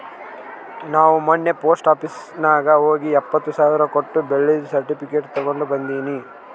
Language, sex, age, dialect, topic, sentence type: Kannada, male, 60-100, Northeastern, banking, statement